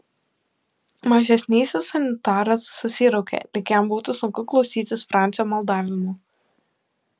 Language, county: Lithuanian, Panevėžys